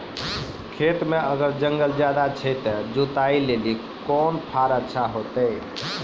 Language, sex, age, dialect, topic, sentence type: Maithili, male, 25-30, Angika, agriculture, question